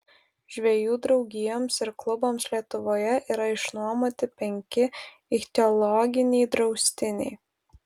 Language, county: Lithuanian, Vilnius